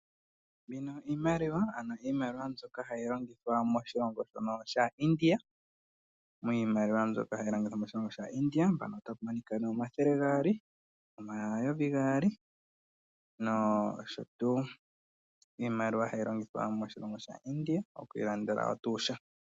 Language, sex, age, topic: Oshiwambo, male, 18-24, finance